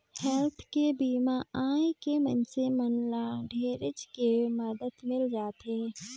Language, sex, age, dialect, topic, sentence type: Chhattisgarhi, female, 18-24, Northern/Bhandar, banking, statement